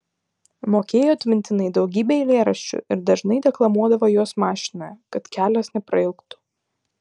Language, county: Lithuanian, Vilnius